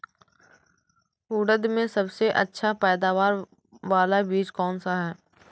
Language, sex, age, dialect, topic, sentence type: Hindi, female, 18-24, Awadhi Bundeli, agriculture, question